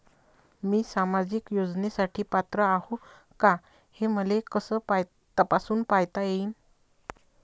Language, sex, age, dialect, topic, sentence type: Marathi, female, 41-45, Varhadi, banking, question